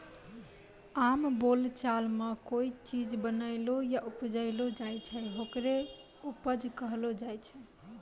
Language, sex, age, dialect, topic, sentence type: Maithili, female, 25-30, Angika, agriculture, statement